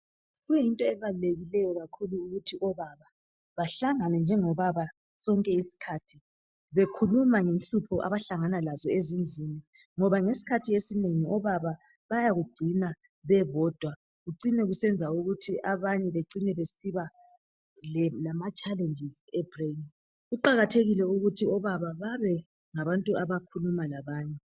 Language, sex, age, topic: North Ndebele, female, 36-49, health